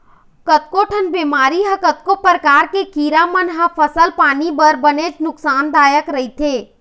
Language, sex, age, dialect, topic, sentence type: Chhattisgarhi, female, 25-30, Eastern, agriculture, statement